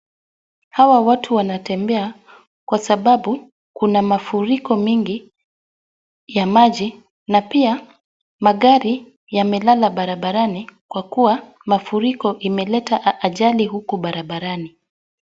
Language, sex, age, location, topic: Swahili, female, 25-35, Wajir, health